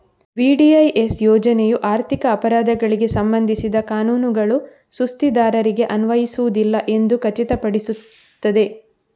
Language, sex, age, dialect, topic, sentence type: Kannada, female, 18-24, Coastal/Dakshin, banking, statement